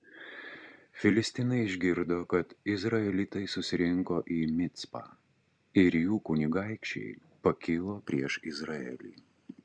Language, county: Lithuanian, Utena